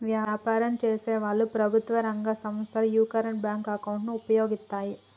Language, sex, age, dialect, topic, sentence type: Telugu, female, 18-24, Telangana, banking, statement